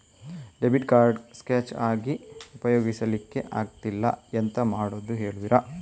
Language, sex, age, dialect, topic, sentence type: Kannada, male, 18-24, Coastal/Dakshin, banking, question